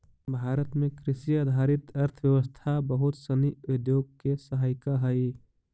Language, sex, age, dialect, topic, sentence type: Magahi, male, 25-30, Central/Standard, agriculture, statement